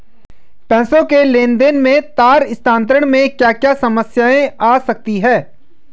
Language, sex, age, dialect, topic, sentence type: Hindi, male, 25-30, Hindustani Malvi Khadi Boli, banking, statement